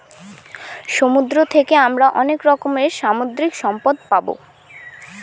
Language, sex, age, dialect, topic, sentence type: Bengali, male, 31-35, Northern/Varendri, agriculture, statement